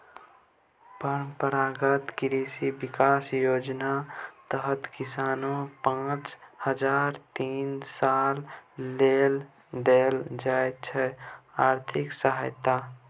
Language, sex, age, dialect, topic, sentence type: Maithili, male, 18-24, Bajjika, agriculture, statement